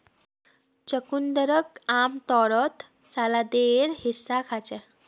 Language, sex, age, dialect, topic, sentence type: Magahi, female, 18-24, Northeastern/Surjapuri, agriculture, statement